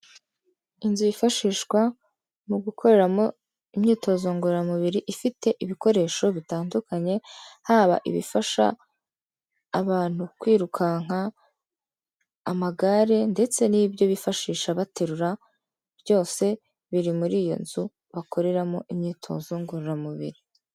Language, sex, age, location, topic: Kinyarwanda, female, 18-24, Kigali, health